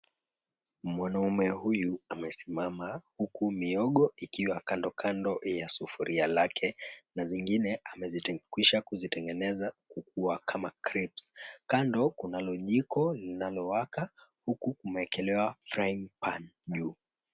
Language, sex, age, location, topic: Swahili, male, 25-35, Mombasa, agriculture